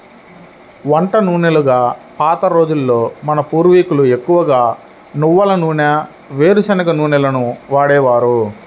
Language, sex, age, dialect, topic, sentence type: Telugu, male, 31-35, Central/Coastal, agriculture, statement